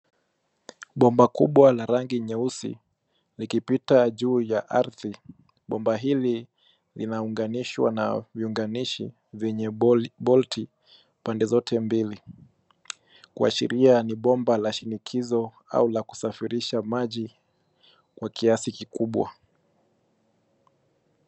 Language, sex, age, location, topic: Swahili, male, 25-35, Nairobi, government